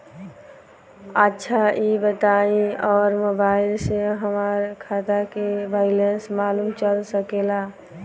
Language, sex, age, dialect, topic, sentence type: Bhojpuri, female, 18-24, Southern / Standard, banking, question